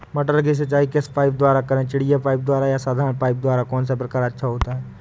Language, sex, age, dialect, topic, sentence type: Hindi, male, 18-24, Awadhi Bundeli, agriculture, question